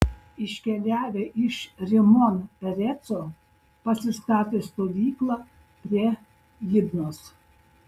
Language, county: Lithuanian, Šiauliai